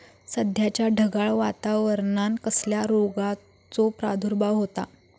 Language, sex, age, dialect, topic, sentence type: Marathi, female, 18-24, Southern Konkan, agriculture, question